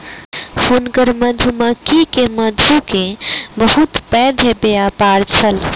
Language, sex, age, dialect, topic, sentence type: Maithili, female, 18-24, Southern/Standard, agriculture, statement